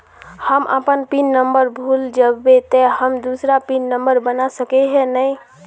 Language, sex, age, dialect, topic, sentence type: Magahi, female, 18-24, Northeastern/Surjapuri, banking, question